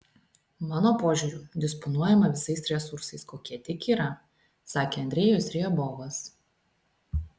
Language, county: Lithuanian, Klaipėda